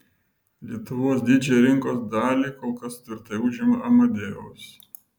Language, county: Lithuanian, Vilnius